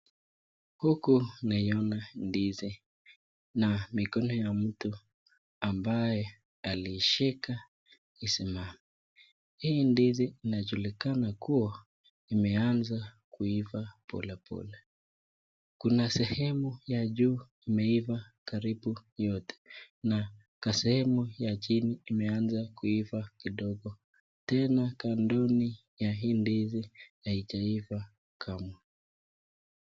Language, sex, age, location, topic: Swahili, female, 36-49, Nakuru, agriculture